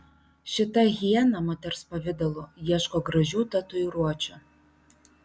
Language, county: Lithuanian, Vilnius